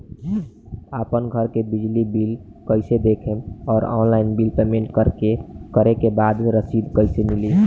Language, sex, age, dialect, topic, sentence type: Bhojpuri, male, <18, Southern / Standard, banking, question